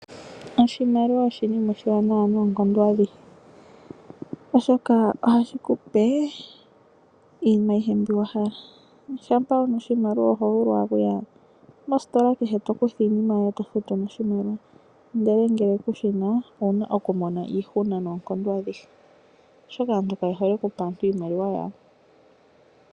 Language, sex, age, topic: Oshiwambo, female, 25-35, finance